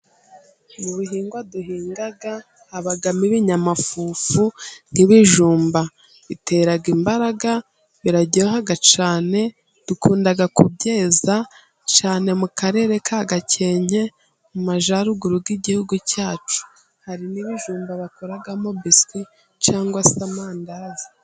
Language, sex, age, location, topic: Kinyarwanda, female, 18-24, Musanze, agriculture